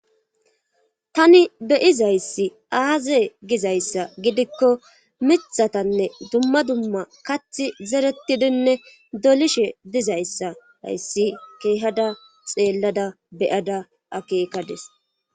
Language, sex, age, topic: Gamo, female, 25-35, government